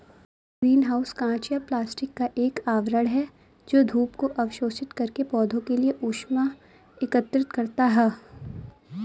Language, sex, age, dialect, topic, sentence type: Hindi, female, 18-24, Awadhi Bundeli, agriculture, statement